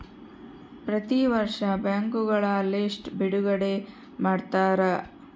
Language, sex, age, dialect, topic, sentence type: Kannada, female, 60-100, Central, banking, statement